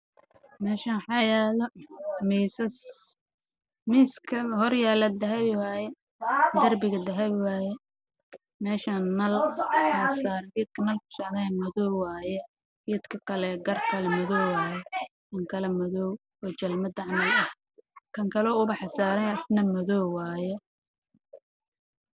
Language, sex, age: Somali, male, 18-24